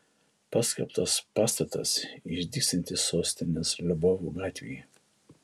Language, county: Lithuanian, Šiauliai